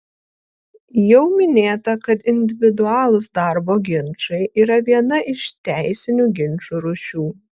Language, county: Lithuanian, Vilnius